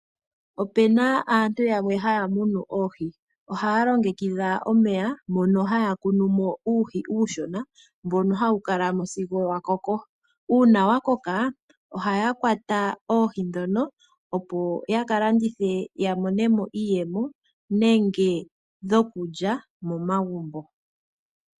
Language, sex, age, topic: Oshiwambo, female, 25-35, agriculture